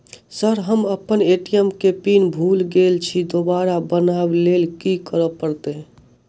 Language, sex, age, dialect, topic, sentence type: Maithili, male, 18-24, Southern/Standard, banking, question